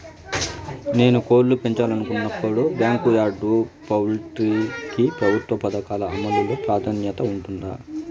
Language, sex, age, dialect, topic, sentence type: Telugu, male, 46-50, Southern, agriculture, question